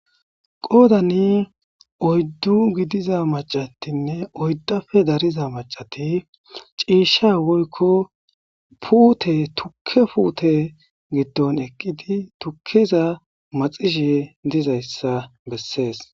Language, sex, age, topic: Gamo, male, 25-35, agriculture